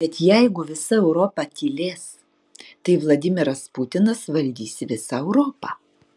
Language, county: Lithuanian, Utena